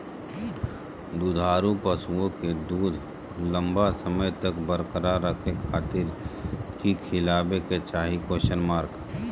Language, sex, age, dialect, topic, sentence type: Magahi, male, 31-35, Southern, agriculture, question